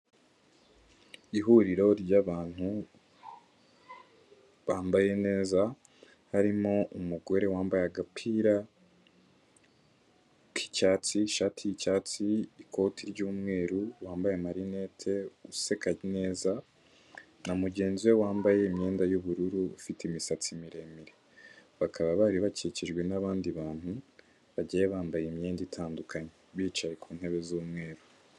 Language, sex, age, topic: Kinyarwanda, male, 18-24, government